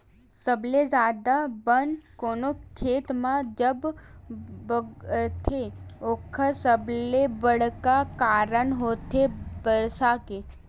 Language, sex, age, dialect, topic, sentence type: Chhattisgarhi, female, 18-24, Western/Budati/Khatahi, agriculture, statement